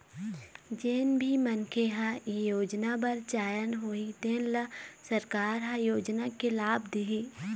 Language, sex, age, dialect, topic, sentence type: Chhattisgarhi, female, 18-24, Eastern, agriculture, statement